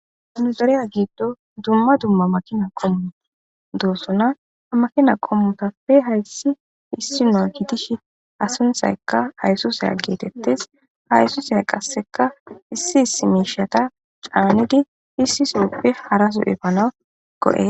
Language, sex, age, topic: Gamo, female, 25-35, government